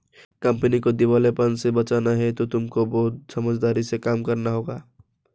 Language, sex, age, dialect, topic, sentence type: Hindi, female, 18-24, Marwari Dhudhari, banking, statement